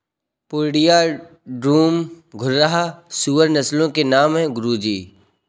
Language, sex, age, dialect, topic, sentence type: Hindi, male, 18-24, Kanauji Braj Bhasha, agriculture, statement